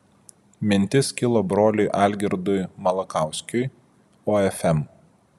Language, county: Lithuanian, Vilnius